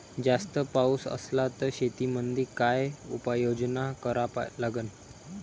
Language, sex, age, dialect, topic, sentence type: Marathi, male, 18-24, Varhadi, agriculture, question